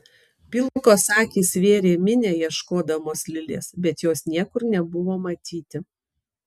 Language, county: Lithuanian, Kaunas